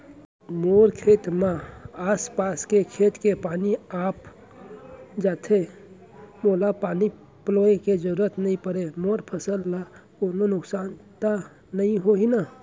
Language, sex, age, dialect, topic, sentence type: Chhattisgarhi, male, 25-30, Central, agriculture, question